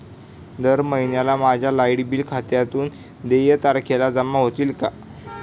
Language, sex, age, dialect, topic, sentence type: Marathi, male, 18-24, Standard Marathi, banking, question